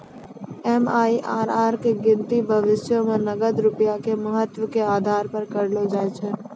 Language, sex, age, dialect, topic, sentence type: Maithili, female, 60-100, Angika, banking, statement